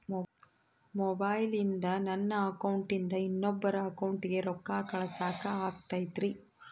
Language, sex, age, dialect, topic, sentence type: Kannada, female, 31-35, Central, banking, question